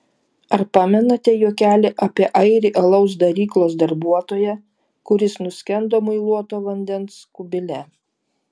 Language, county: Lithuanian, Vilnius